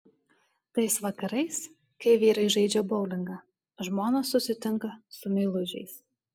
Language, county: Lithuanian, Alytus